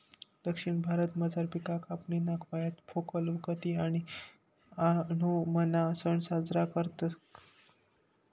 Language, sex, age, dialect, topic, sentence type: Marathi, male, 18-24, Northern Konkan, agriculture, statement